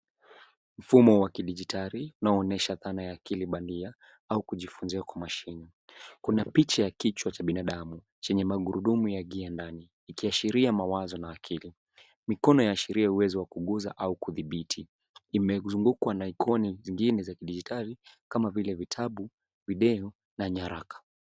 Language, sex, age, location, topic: Swahili, male, 18-24, Nairobi, education